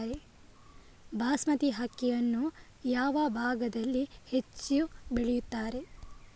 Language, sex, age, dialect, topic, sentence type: Kannada, female, 25-30, Coastal/Dakshin, agriculture, question